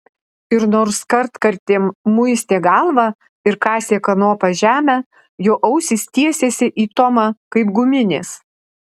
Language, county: Lithuanian, Alytus